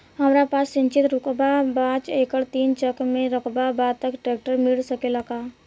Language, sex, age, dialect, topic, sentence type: Bhojpuri, female, 18-24, Southern / Standard, banking, question